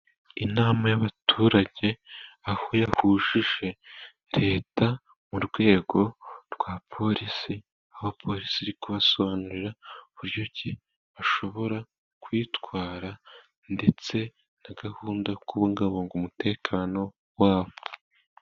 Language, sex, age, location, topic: Kinyarwanda, male, 18-24, Musanze, government